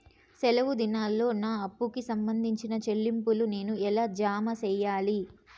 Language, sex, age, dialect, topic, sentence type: Telugu, female, 25-30, Southern, banking, question